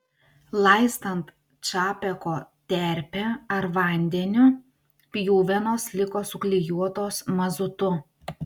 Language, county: Lithuanian, Utena